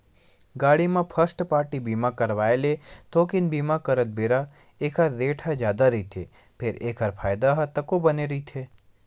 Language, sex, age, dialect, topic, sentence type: Chhattisgarhi, male, 18-24, Western/Budati/Khatahi, banking, statement